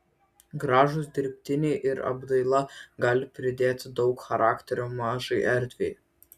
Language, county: Lithuanian, Vilnius